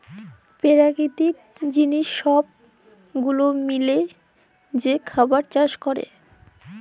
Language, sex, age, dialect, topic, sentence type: Bengali, female, 18-24, Jharkhandi, agriculture, statement